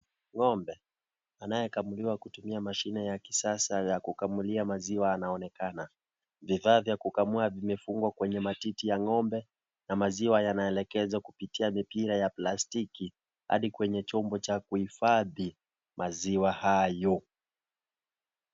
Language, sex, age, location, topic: Swahili, male, 18-24, Kisii, agriculture